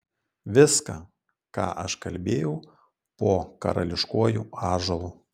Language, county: Lithuanian, Klaipėda